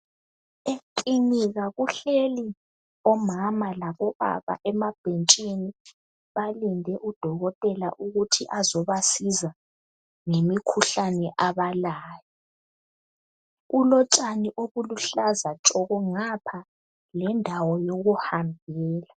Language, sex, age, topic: North Ndebele, female, 18-24, health